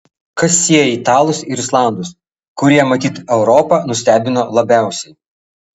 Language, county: Lithuanian, Vilnius